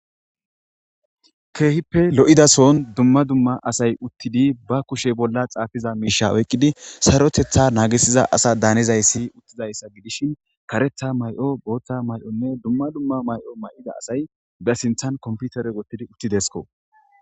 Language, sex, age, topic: Gamo, female, 18-24, government